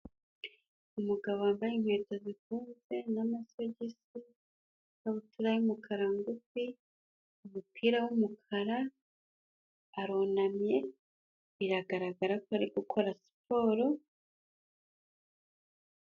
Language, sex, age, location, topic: Kinyarwanda, female, 25-35, Kigali, health